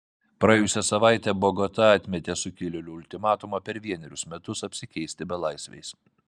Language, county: Lithuanian, Vilnius